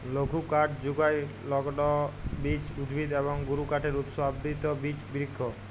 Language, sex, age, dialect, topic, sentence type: Bengali, male, 18-24, Jharkhandi, agriculture, statement